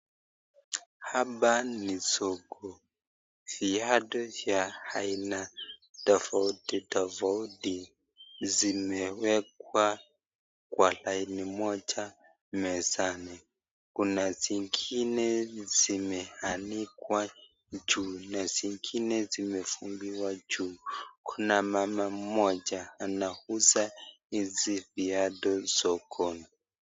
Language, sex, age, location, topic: Swahili, male, 25-35, Nakuru, finance